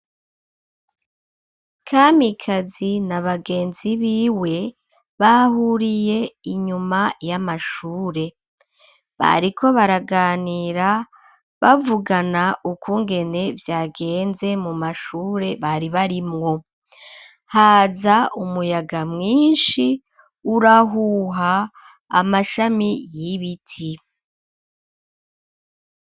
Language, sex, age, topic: Rundi, female, 36-49, education